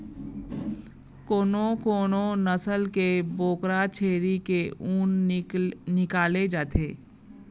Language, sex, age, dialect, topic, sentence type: Chhattisgarhi, female, 41-45, Eastern, agriculture, statement